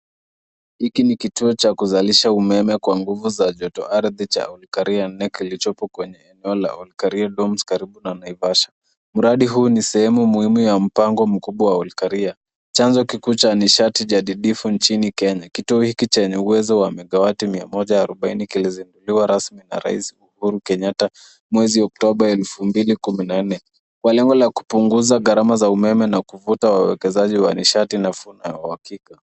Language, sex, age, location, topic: Swahili, male, 25-35, Nairobi, government